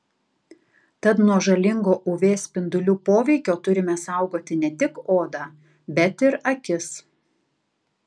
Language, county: Lithuanian, Tauragė